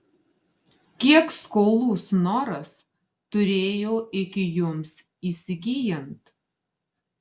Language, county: Lithuanian, Marijampolė